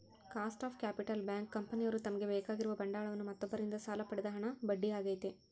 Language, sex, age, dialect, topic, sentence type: Kannada, female, 51-55, Central, banking, statement